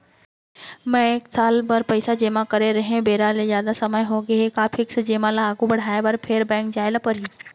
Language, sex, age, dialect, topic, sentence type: Chhattisgarhi, female, 31-35, Central, banking, question